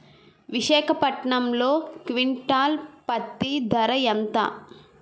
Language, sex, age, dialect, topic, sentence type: Telugu, male, 18-24, Utterandhra, agriculture, question